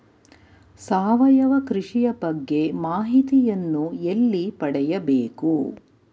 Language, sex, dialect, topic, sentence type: Kannada, female, Mysore Kannada, agriculture, question